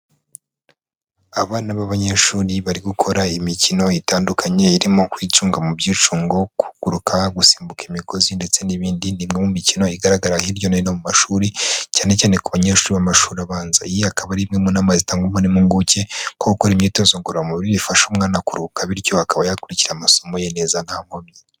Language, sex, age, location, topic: Kinyarwanda, female, 18-24, Huye, education